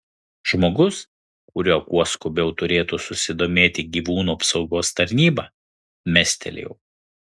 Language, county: Lithuanian, Kaunas